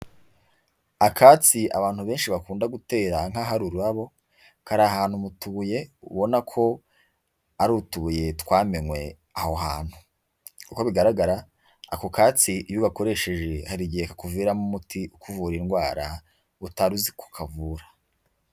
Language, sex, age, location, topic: Kinyarwanda, male, 18-24, Huye, health